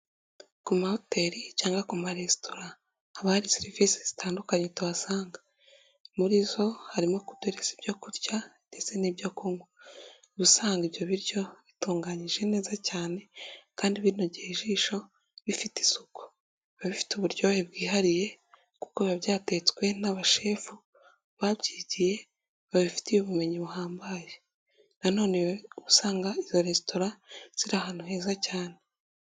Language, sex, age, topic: Kinyarwanda, female, 18-24, finance